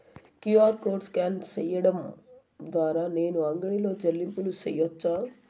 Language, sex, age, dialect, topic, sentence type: Telugu, female, 31-35, Southern, banking, question